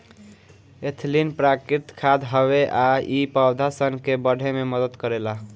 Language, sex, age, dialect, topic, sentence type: Bhojpuri, male, 18-24, Southern / Standard, agriculture, statement